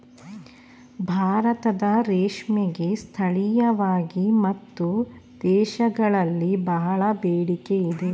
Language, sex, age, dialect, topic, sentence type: Kannada, female, 25-30, Mysore Kannada, agriculture, statement